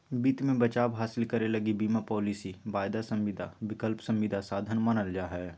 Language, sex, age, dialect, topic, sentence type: Magahi, male, 18-24, Southern, banking, statement